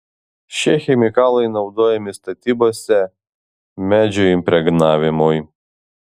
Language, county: Lithuanian, Vilnius